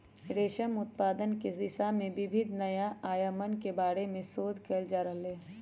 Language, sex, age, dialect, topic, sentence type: Magahi, male, 18-24, Western, agriculture, statement